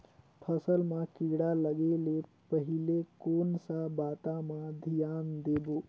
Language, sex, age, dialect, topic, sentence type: Chhattisgarhi, male, 25-30, Northern/Bhandar, agriculture, question